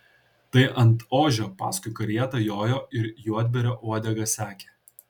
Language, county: Lithuanian, Kaunas